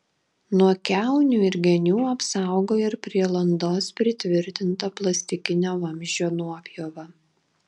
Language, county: Lithuanian, Šiauliai